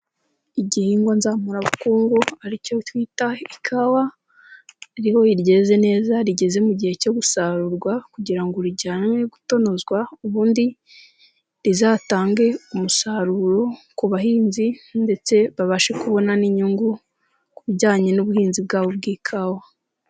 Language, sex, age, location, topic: Kinyarwanda, female, 18-24, Nyagatare, agriculture